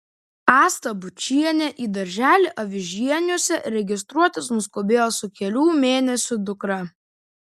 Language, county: Lithuanian, Vilnius